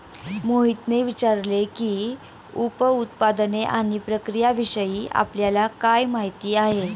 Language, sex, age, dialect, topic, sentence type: Marathi, female, 18-24, Standard Marathi, agriculture, statement